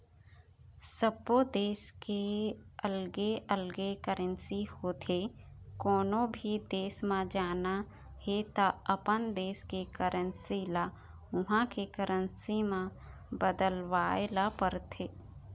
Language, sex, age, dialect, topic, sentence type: Chhattisgarhi, female, 31-35, Eastern, banking, statement